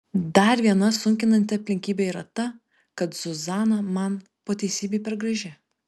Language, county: Lithuanian, Vilnius